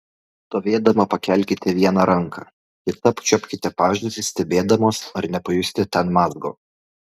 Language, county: Lithuanian, Kaunas